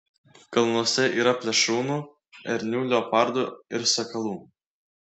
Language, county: Lithuanian, Klaipėda